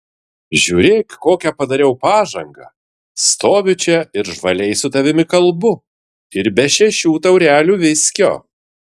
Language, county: Lithuanian, Vilnius